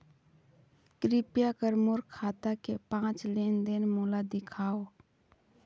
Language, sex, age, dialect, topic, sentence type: Chhattisgarhi, female, 18-24, Northern/Bhandar, banking, statement